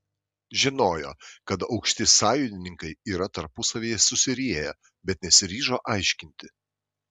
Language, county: Lithuanian, Šiauliai